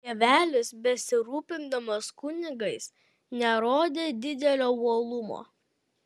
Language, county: Lithuanian, Kaunas